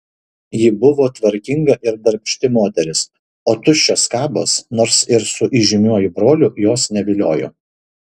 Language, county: Lithuanian, Šiauliai